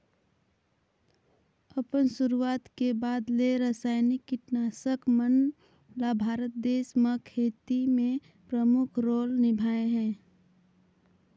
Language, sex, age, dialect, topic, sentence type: Chhattisgarhi, female, 18-24, Northern/Bhandar, agriculture, statement